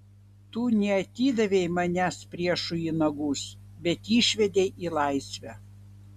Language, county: Lithuanian, Vilnius